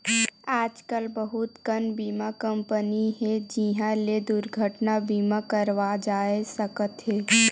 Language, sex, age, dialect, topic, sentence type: Chhattisgarhi, female, 18-24, Western/Budati/Khatahi, banking, statement